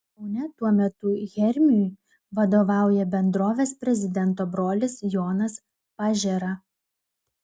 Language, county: Lithuanian, Klaipėda